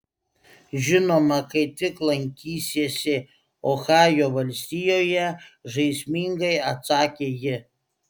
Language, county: Lithuanian, Klaipėda